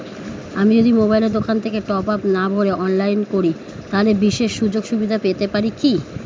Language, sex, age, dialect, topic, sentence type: Bengali, female, 41-45, Standard Colloquial, banking, question